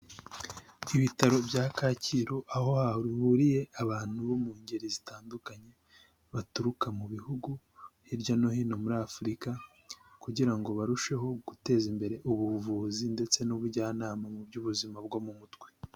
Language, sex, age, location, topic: Kinyarwanda, male, 18-24, Huye, health